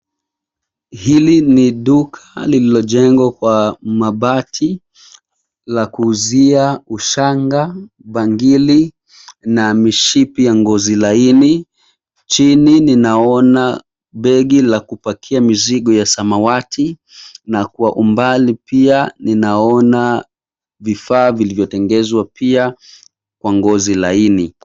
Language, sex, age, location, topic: Swahili, male, 25-35, Nairobi, finance